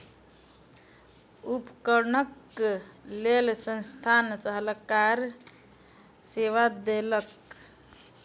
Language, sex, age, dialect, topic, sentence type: Maithili, female, 18-24, Southern/Standard, agriculture, statement